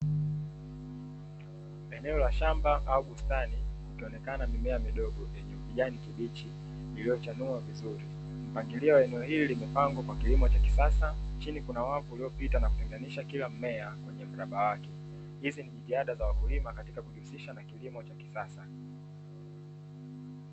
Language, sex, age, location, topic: Swahili, male, 18-24, Dar es Salaam, agriculture